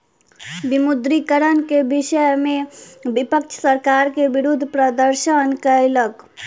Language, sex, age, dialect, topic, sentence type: Maithili, female, 18-24, Southern/Standard, banking, statement